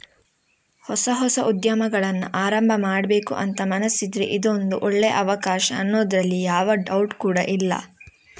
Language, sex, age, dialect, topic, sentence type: Kannada, female, 18-24, Coastal/Dakshin, banking, statement